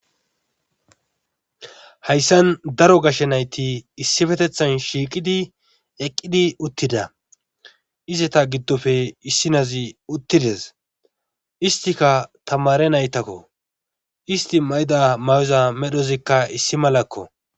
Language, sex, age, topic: Gamo, male, 25-35, government